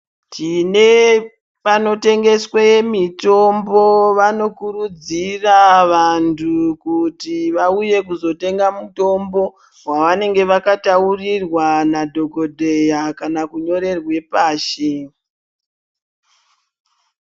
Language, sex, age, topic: Ndau, male, 36-49, health